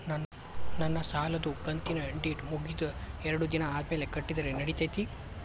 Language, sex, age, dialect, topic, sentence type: Kannada, male, 25-30, Dharwad Kannada, banking, question